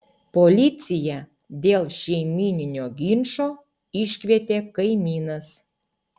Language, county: Lithuanian, Utena